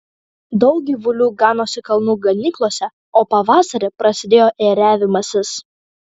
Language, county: Lithuanian, Kaunas